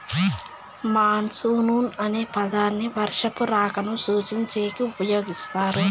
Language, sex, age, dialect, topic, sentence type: Telugu, female, 31-35, Southern, agriculture, statement